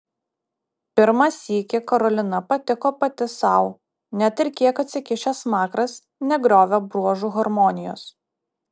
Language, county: Lithuanian, Utena